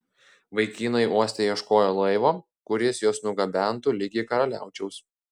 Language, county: Lithuanian, Klaipėda